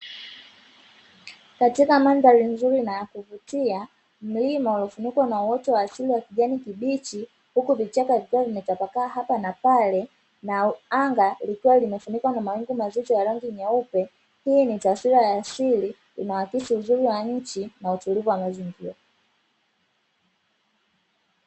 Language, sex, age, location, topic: Swahili, female, 25-35, Dar es Salaam, agriculture